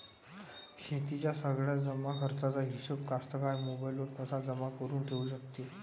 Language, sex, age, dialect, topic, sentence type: Marathi, male, 18-24, Varhadi, agriculture, question